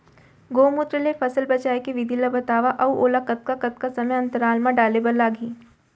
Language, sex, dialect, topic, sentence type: Chhattisgarhi, female, Central, agriculture, question